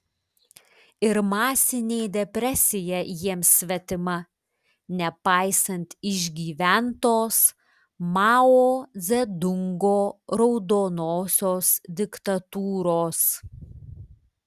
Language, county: Lithuanian, Klaipėda